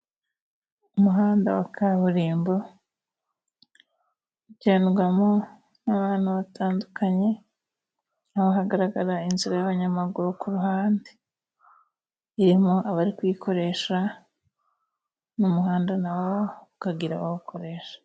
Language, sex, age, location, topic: Kinyarwanda, female, 25-35, Musanze, government